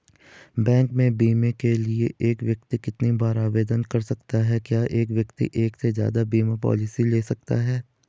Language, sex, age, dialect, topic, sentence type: Hindi, female, 18-24, Garhwali, banking, question